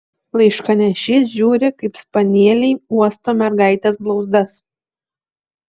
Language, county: Lithuanian, Šiauliai